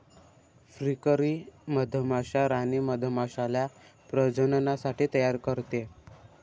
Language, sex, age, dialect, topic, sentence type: Marathi, male, 18-24, Varhadi, agriculture, statement